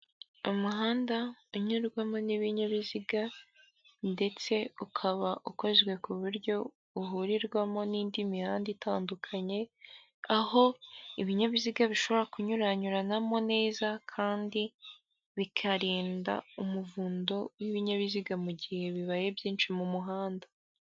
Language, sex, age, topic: Kinyarwanda, female, 18-24, government